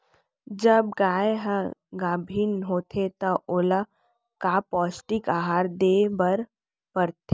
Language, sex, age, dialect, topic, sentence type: Chhattisgarhi, female, 18-24, Central, agriculture, question